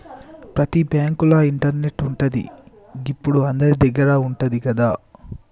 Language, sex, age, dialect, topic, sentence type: Telugu, male, 18-24, Telangana, banking, statement